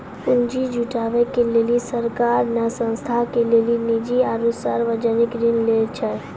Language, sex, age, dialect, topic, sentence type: Maithili, female, 18-24, Angika, banking, statement